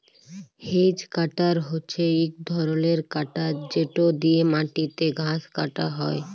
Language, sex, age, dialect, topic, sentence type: Bengali, female, 41-45, Jharkhandi, agriculture, statement